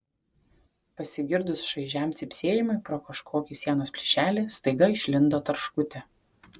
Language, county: Lithuanian, Kaunas